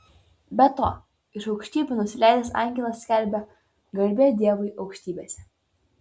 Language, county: Lithuanian, Vilnius